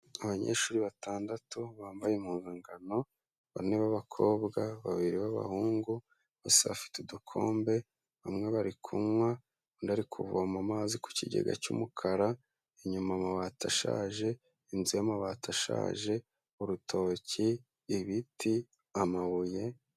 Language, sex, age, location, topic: Kinyarwanda, male, 25-35, Kigali, health